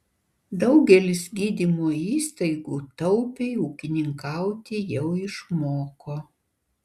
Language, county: Lithuanian, Kaunas